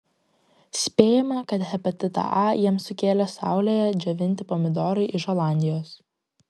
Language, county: Lithuanian, Klaipėda